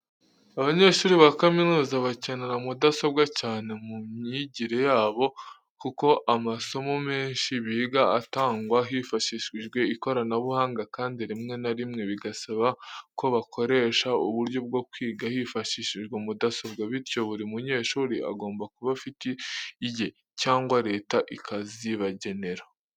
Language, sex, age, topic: Kinyarwanda, male, 18-24, education